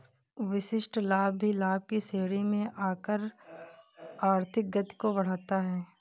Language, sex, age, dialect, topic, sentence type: Hindi, female, 18-24, Marwari Dhudhari, banking, statement